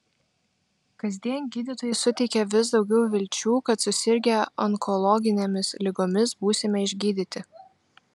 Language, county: Lithuanian, Vilnius